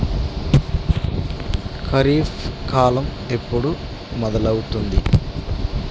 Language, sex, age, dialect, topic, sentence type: Telugu, male, 31-35, Telangana, agriculture, question